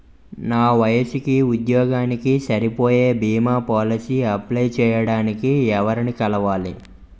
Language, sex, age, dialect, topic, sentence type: Telugu, male, 25-30, Utterandhra, banking, question